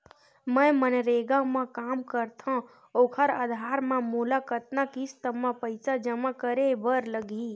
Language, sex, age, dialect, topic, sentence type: Chhattisgarhi, female, 60-100, Western/Budati/Khatahi, banking, question